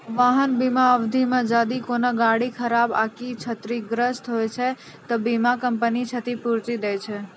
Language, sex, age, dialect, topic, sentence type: Maithili, female, 60-100, Angika, banking, statement